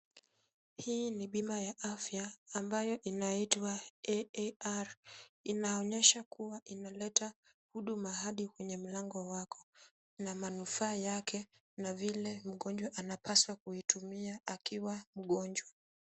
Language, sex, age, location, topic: Swahili, female, 18-24, Kisumu, finance